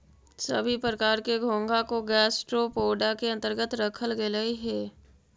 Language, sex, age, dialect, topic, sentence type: Magahi, female, 36-40, Central/Standard, agriculture, statement